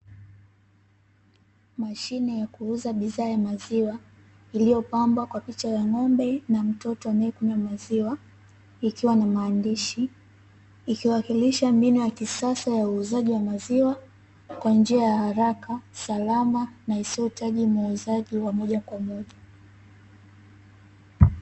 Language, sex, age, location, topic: Swahili, female, 18-24, Dar es Salaam, finance